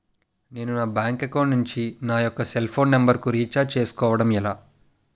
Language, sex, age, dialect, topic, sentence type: Telugu, male, 18-24, Utterandhra, banking, question